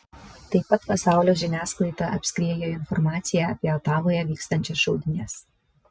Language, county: Lithuanian, Vilnius